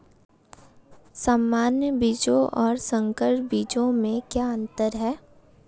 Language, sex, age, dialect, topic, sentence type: Hindi, female, 18-24, Marwari Dhudhari, agriculture, question